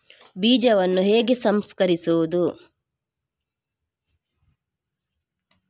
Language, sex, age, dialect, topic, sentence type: Kannada, female, 41-45, Coastal/Dakshin, agriculture, question